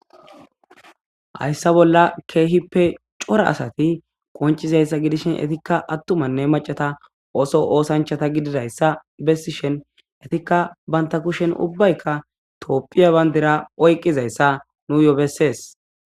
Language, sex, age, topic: Gamo, male, 18-24, government